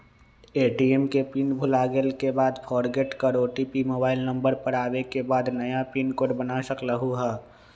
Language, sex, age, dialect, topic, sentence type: Magahi, male, 25-30, Western, banking, question